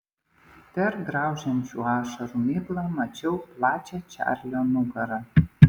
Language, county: Lithuanian, Panevėžys